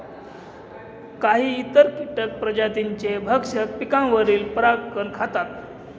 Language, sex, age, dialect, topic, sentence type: Marathi, male, 25-30, Northern Konkan, agriculture, statement